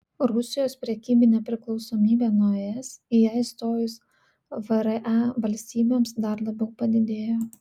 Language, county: Lithuanian, Vilnius